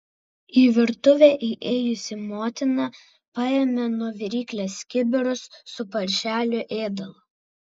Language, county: Lithuanian, Vilnius